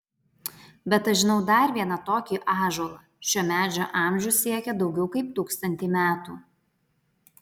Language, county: Lithuanian, Alytus